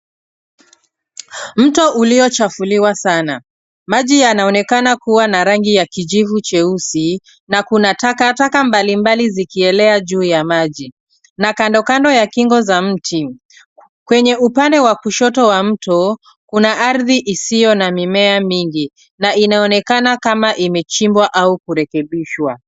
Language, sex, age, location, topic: Swahili, female, 36-49, Nairobi, government